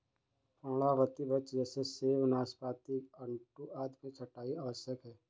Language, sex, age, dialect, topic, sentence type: Hindi, male, 56-60, Kanauji Braj Bhasha, agriculture, statement